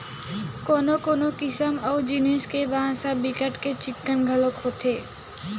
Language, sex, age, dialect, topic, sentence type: Chhattisgarhi, female, 18-24, Western/Budati/Khatahi, agriculture, statement